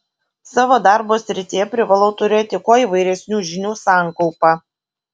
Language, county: Lithuanian, Kaunas